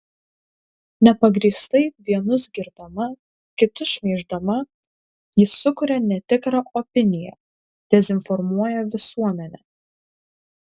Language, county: Lithuanian, Kaunas